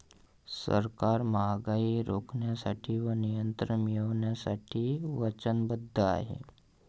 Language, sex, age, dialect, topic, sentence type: Marathi, male, 25-30, Northern Konkan, banking, statement